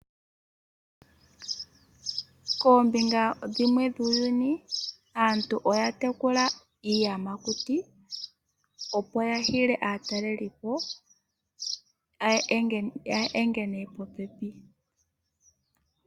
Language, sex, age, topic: Oshiwambo, female, 25-35, agriculture